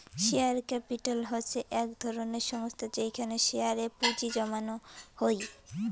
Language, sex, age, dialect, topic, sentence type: Bengali, female, 18-24, Rajbangshi, banking, statement